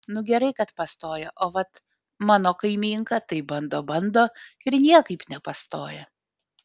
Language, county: Lithuanian, Panevėžys